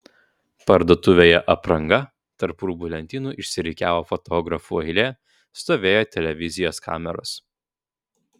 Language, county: Lithuanian, Vilnius